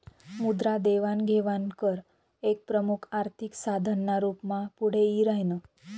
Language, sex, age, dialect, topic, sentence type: Marathi, female, 25-30, Northern Konkan, banking, statement